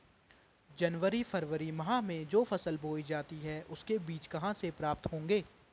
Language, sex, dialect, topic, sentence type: Hindi, male, Garhwali, agriculture, question